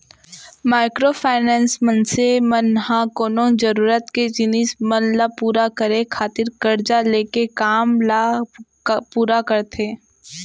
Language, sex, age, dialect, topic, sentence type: Chhattisgarhi, female, 18-24, Central, banking, statement